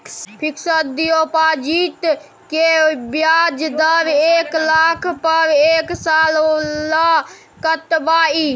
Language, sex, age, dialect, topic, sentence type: Maithili, male, 18-24, Bajjika, banking, question